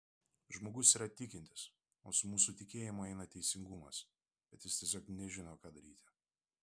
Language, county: Lithuanian, Vilnius